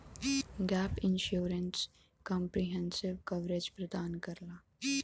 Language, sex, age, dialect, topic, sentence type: Bhojpuri, female, 18-24, Western, banking, statement